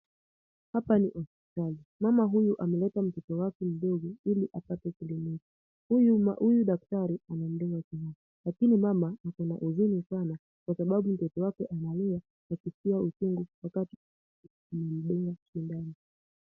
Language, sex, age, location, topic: Swahili, female, 25-35, Kisumu, health